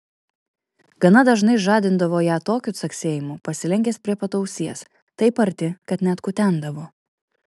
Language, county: Lithuanian, Kaunas